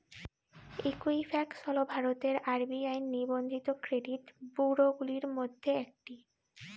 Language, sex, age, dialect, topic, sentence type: Bengali, female, 18-24, Rajbangshi, banking, question